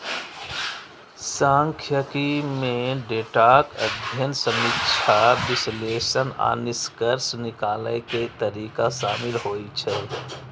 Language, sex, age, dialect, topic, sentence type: Maithili, male, 18-24, Eastern / Thethi, banking, statement